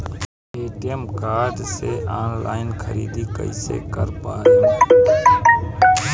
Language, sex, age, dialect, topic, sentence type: Bhojpuri, female, 25-30, Southern / Standard, banking, question